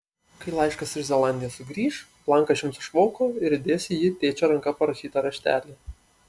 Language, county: Lithuanian, Panevėžys